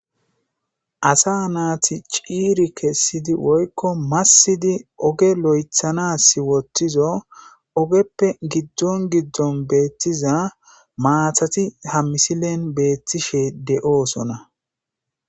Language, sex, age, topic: Gamo, male, 18-24, agriculture